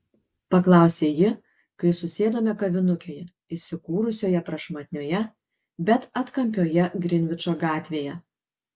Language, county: Lithuanian, Kaunas